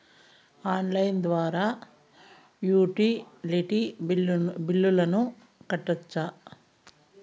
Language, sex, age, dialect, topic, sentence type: Telugu, female, 51-55, Southern, banking, question